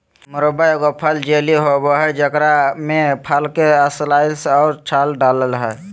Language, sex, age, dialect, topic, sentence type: Magahi, male, 31-35, Southern, agriculture, statement